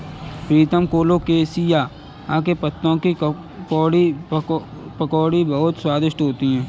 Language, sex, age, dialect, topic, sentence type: Hindi, male, 25-30, Kanauji Braj Bhasha, agriculture, statement